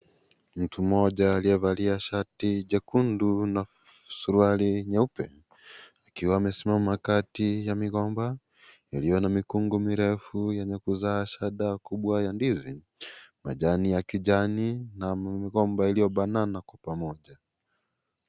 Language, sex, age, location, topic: Swahili, male, 18-24, Kisii, agriculture